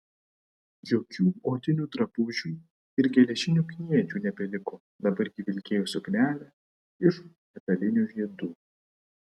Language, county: Lithuanian, Vilnius